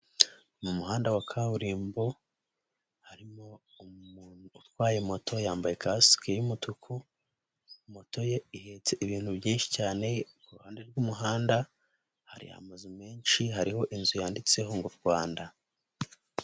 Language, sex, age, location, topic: Kinyarwanda, male, 18-24, Nyagatare, government